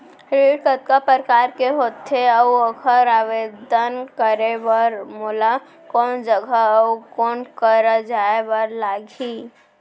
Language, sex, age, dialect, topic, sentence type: Chhattisgarhi, female, 36-40, Central, banking, question